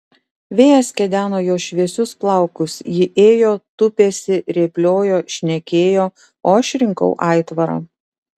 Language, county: Lithuanian, Šiauliai